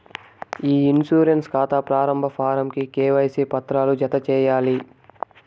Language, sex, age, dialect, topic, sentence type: Telugu, male, 18-24, Southern, banking, statement